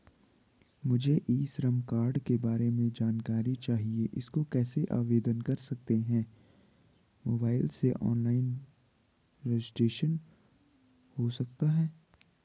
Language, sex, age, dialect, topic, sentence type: Hindi, male, 18-24, Garhwali, banking, question